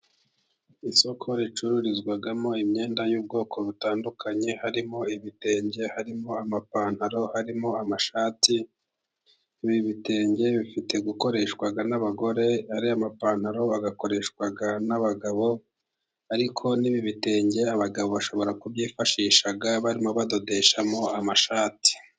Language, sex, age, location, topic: Kinyarwanda, male, 50+, Musanze, finance